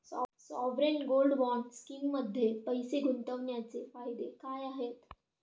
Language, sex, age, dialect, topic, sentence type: Marathi, female, 18-24, Standard Marathi, banking, question